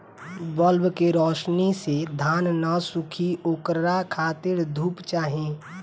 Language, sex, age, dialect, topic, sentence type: Bhojpuri, female, 18-24, Southern / Standard, agriculture, question